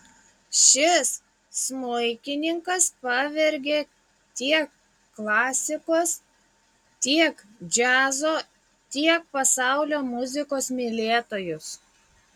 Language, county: Lithuanian, Šiauliai